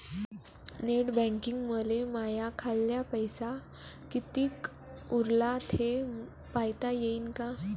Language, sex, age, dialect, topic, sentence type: Marathi, female, 18-24, Varhadi, banking, question